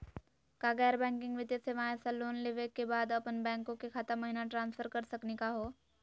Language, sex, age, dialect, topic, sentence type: Magahi, female, 18-24, Southern, banking, question